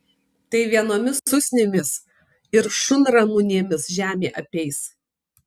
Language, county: Lithuanian, Kaunas